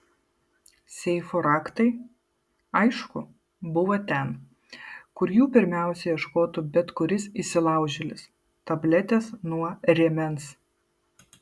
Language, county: Lithuanian, Kaunas